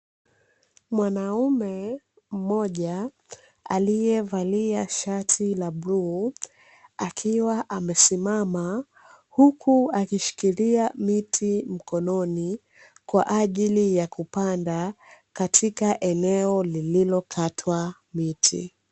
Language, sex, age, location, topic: Swahili, female, 18-24, Dar es Salaam, agriculture